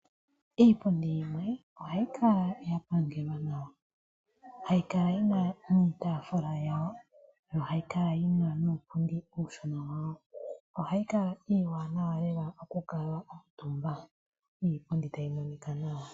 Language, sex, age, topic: Oshiwambo, female, 18-24, finance